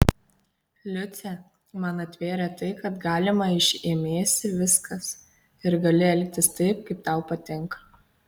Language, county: Lithuanian, Kaunas